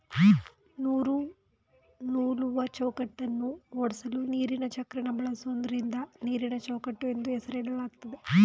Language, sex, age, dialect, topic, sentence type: Kannada, female, 31-35, Mysore Kannada, agriculture, statement